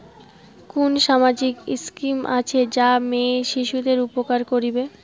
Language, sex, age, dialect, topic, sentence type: Bengali, female, 18-24, Rajbangshi, banking, statement